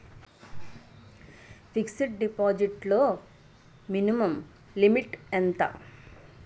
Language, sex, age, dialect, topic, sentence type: Telugu, female, 41-45, Utterandhra, banking, question